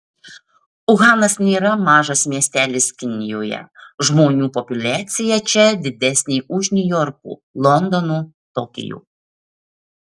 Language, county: Lithuanian, Marijampolė